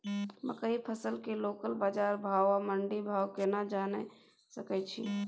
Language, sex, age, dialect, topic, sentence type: Maithili, female, 18-24, Bajjika, agriculture, question